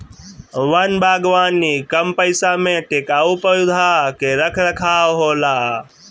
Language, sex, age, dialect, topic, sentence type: Bhojpuri, male, 18-24, Northern, agriculture, statement